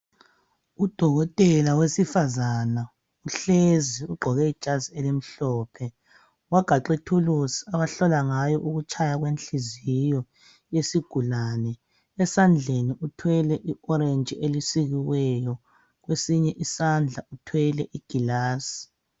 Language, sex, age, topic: North Ndebele, male, 36-49, health